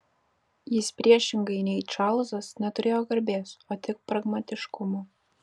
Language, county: Lithuanian, Vilnius